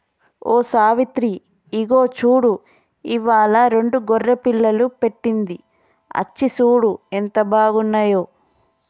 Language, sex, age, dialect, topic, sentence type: Telugu, female, 25-30, Telangana, agriculture, statement